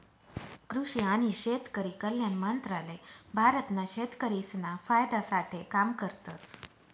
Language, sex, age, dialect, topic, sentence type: Marathi, female, 25-30, Northern Konkan, agriculture, statement